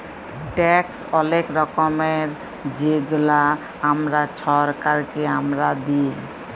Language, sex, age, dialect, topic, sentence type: Bengali, female, 36-40, Jharkhandi, banking, statement